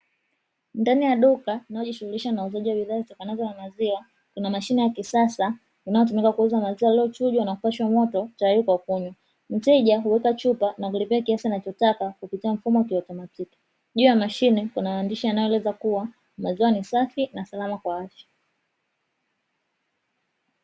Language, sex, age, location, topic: Swahili, female, 18-24, Dar es Salaam, finance